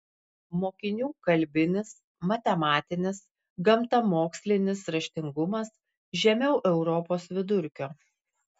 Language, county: Lithuanian, Klaipėda